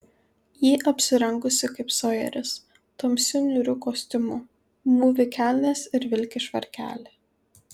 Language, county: Lithuanian, Kaunas